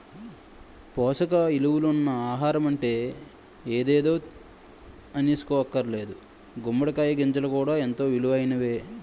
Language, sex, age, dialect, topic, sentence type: Telugu, male, 25-30, Utterandhra, agriculture, statement